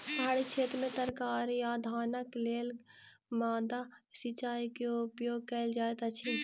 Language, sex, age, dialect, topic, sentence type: Maithili, female, 18-24, Southern/Standard, agriculture, statement